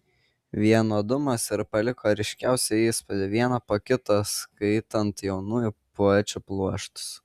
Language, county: Lithuanian, Kaunas